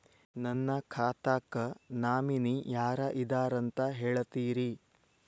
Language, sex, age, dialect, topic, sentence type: Kannada, male, 25-30, Dharwad Kannada, banking, question